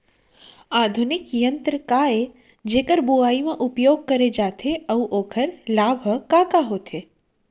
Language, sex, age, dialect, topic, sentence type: Chhattisgarhi, female, 31-35, Central, agriculture, question